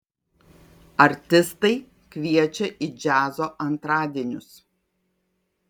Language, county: Lithuanian, Kaunas